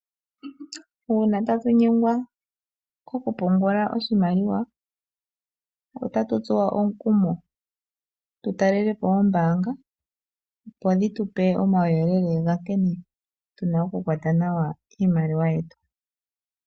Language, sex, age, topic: Oshiwambo, female, 36-49, finance